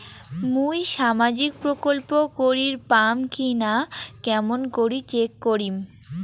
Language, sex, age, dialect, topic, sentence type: Bengali, female, 18-24, Rajbangshi, banking, question